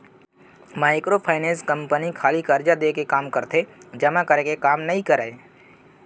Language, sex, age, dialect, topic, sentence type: Chhattisgarhi, male, 25-30, Central, banking, statement